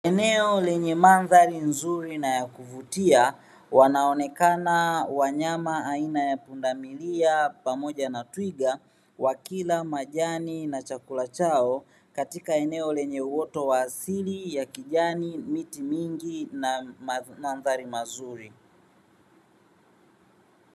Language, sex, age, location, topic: Swahili, male, 36-49, Dar es Salaam, agriculture